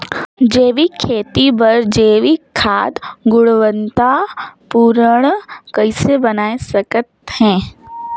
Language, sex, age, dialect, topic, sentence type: Chhattisgarhi, female, 18-24, Northern/Bhandar, agriculture, question